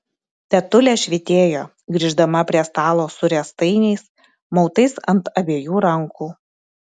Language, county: Lithuanian, Klaipėda